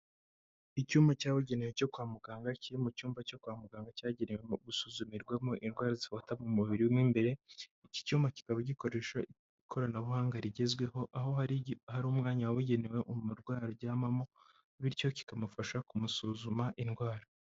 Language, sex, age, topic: Kinyarwanda, female, 25-35, health